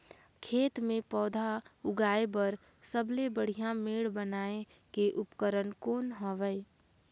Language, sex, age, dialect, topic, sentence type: Chhattisgarhi, female, 18-24, Northern/Bhandar, agriculture, question